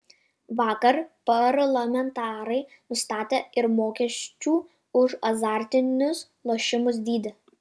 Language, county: Lithuanian, Kaunas